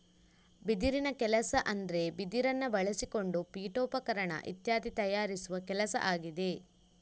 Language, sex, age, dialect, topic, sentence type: Kannada, female, 31-35, Coastal/Dakshin, agriculture, statement